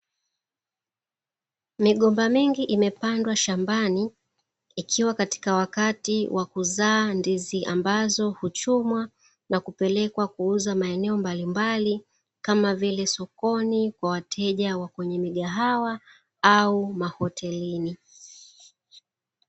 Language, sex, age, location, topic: Swahili, female, 36-49, Dar es Salaam, agriculture